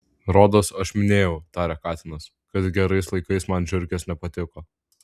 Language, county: Lithuanian, Vilnius